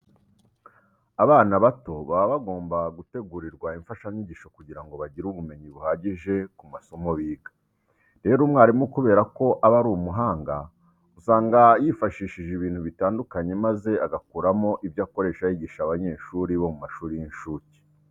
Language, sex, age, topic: Kinyarwanda, male, 36-49, education